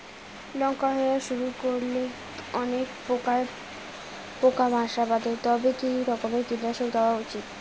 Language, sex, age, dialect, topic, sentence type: Bengali, female, 25-30, Rajbangshi, agriculture, question